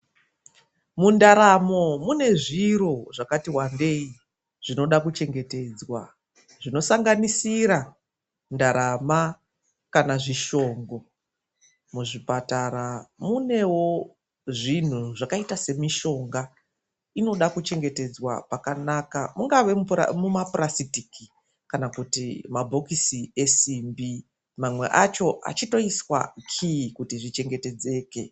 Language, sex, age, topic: Ndau, female, 36-49, health